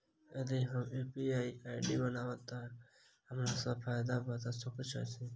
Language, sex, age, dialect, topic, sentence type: Maithili, male, 18-24, Southern/Standard, banking, question